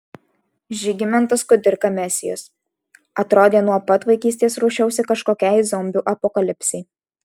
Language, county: Lithuanian, Alytus